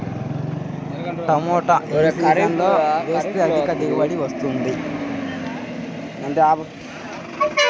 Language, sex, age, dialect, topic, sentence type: Telugu, male, 25-30, Central/Coastal, agriculture, question